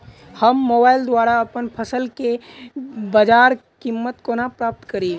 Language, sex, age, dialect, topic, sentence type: Maithili, male, 18-24, Southern/Standard, agriculture, question